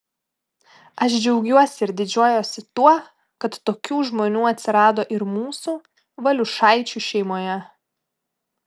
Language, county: Lithuanian, Klaipėda